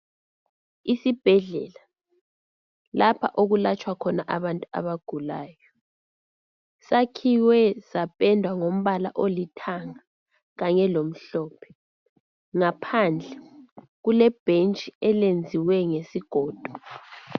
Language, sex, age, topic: North Ndebele, female, 25-35, health